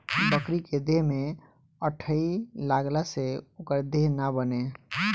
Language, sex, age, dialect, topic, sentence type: Bhojpuri, male, 18-24, Southern / Standard, agriculture, statement